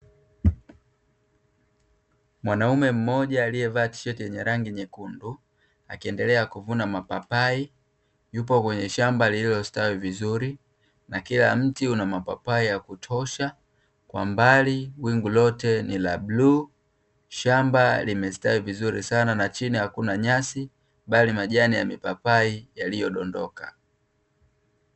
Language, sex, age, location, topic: Swahili, male, 36-49, Dar es Salaam, agriculture